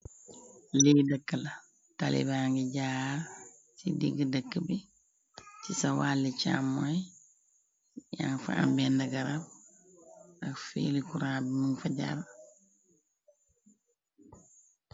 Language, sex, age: Wolof, female, 36-49